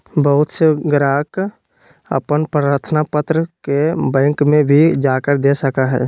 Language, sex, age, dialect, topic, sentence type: Magahi, male, 60-100, Western, banking, statement